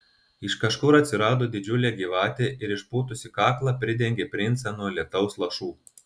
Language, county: Lithuanian, Telšiai